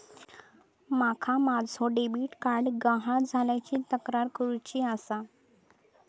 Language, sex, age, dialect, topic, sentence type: Marathi, female, 18-24, Southern Konkan, banking, statement